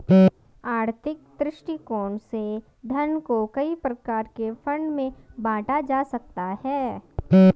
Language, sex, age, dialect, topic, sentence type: Hindi, female, 18-24, Garhwali, banking, statement